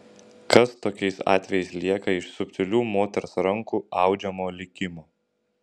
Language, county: Lithuanian, Šiauliai